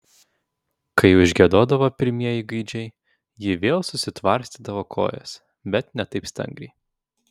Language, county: Lithuanian, Vilnius